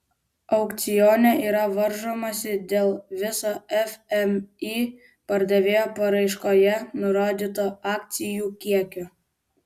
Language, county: Lithuanian, Vilnius